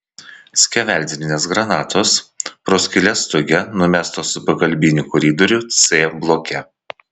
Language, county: Lithuanian, Vilnius